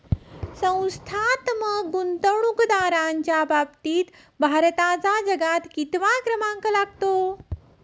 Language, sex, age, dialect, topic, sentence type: Marathi, female, 36-40, Standard Marathi, banking, statement